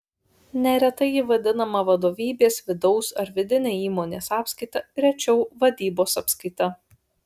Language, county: Lithuanian, Kaunas